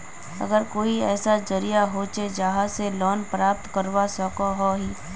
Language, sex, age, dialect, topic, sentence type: Magahi, female, 18-24, Northeastern/Surjapuri, banking, question